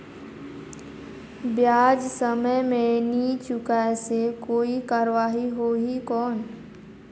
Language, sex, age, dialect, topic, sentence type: Chhattisgarhi, female, 51-55, Northern/Bhandar, banking, question